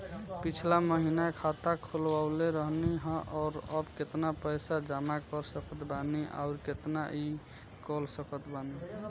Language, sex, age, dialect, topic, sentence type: Bhojpuri, male, 18-24, Southern / Standard, banking, question